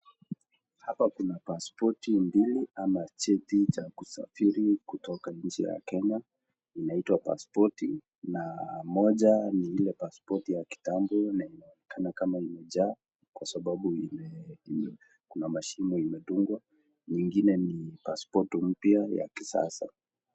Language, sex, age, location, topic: Swahili, male, 25-35, Nakuru, government